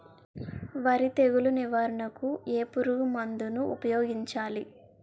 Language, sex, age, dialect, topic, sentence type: Telugu, female, 18-24, Utterandhra, agriculture, question